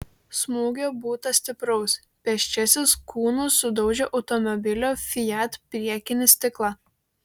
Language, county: Lithuanian, Šiauliai